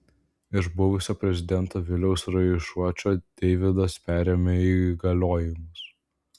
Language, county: Lithuanian, Vilnius